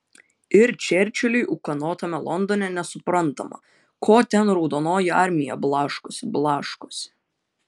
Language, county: Lithuanian, Utena